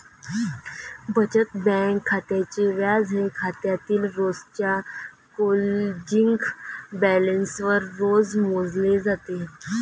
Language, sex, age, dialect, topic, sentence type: Marathi, female, 25-30, Varhadi, banking, statement